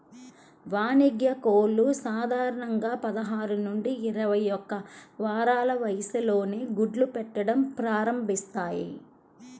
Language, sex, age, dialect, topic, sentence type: Telugu, female, 31-35, Central/Coastal, agriculture, statement